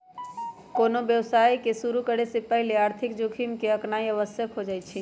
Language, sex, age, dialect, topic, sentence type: Magahi, male, 18-24, Western, banking, statement